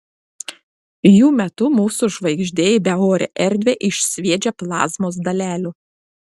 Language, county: Lithuanian, Klaipėda